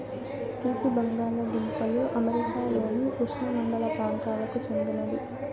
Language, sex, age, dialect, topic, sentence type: Telugu, male, 18-24, Southern, agriculture, statement